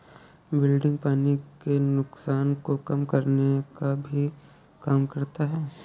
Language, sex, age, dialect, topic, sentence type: Hindi, male, 18-24, Awadhi Bundeli, agriculture, statement